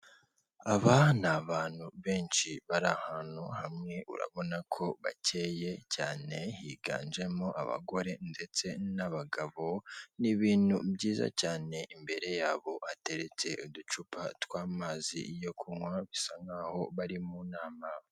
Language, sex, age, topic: Kinyarwanda, female, 18-24, government